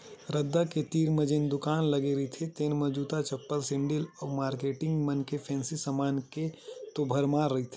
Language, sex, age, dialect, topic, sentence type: Chhattisgarhi, male, 18-24, Western/Budati/Khatahi, agriculture, statement